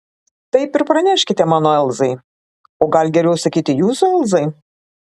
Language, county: Lithuanian, Klaipėda